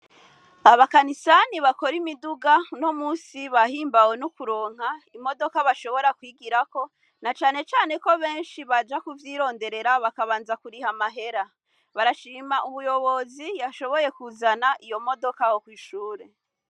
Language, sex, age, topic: Rundi, female, 25-35, education